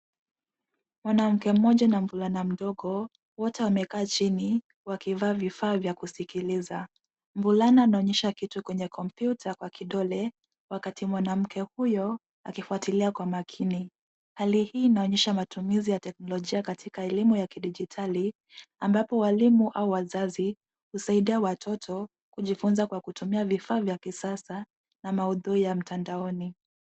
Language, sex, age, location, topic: Swahili, female, 18-24, Nairobi, education